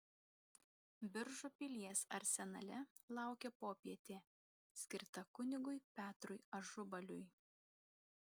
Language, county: Lithuanian, Kaunas